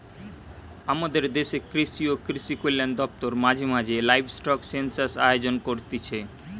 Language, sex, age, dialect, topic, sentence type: Bengali, male, 18-24, Western, agriculture, statement